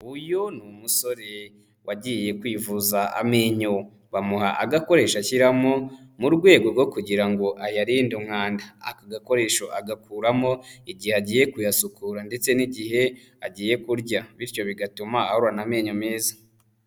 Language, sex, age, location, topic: Kinyarwanda, male, 25-35, Huye, health